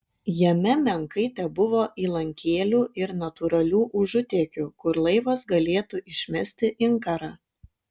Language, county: Lithuanian, Šiauliai